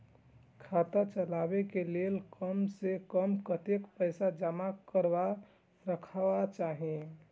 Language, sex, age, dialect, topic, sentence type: Maithili, female, 18-24, Eastern / Thethi, banking, question